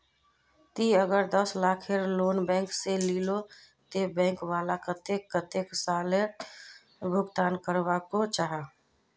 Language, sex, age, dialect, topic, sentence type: Magahi, female, 36-40, Northeastern/Surjapuri, banking, question